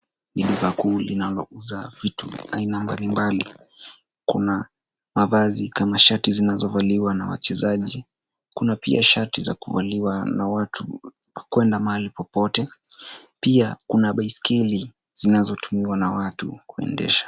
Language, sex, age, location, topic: Swahili, male, 18-24, Nairobi, finance